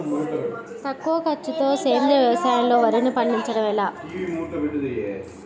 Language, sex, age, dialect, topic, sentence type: Telugu, male, 41-45, Telangana, agriculture, question